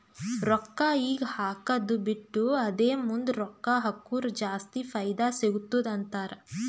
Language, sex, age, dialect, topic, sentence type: Kannada, female, 18-24, Northeastern, banking, statement